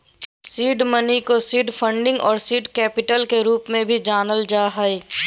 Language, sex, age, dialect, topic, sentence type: Magahi, female, 18-24, Southern, banking, statement